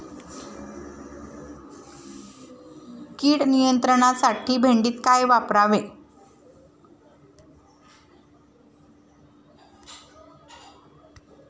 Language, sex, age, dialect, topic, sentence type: Marathi, female, 51-55, Standard Marathi, agriculture, question